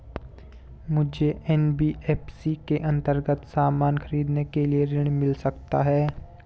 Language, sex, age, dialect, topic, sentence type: Hindi, male, 18-24, Garhwali, banking, question